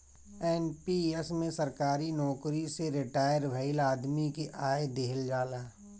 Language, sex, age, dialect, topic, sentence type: Bhojpuri, male, 36-40, Northern, banking, statement